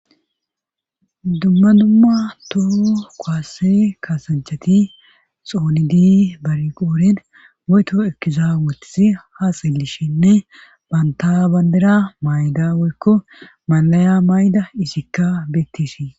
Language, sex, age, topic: Gamo, female, 18-24, government